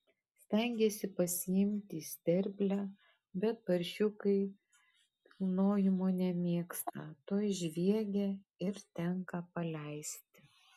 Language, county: Lithuanian, Kaunas